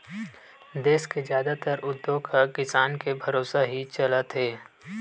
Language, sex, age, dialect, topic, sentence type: Chhattisgarhi, male, 18-24, Western/Budati/Khatahi, banking, statement